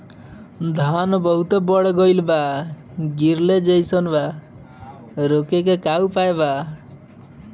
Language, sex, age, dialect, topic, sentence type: Bhojpuri, male, 18-24, Northern, agriculture, question